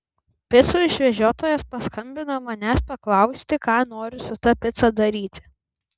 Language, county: Lithuanian, Vilnius